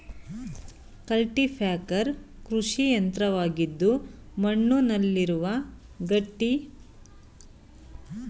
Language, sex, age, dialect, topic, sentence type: Kannada, female, 36-40, Mysore Kannada, agriculture, statement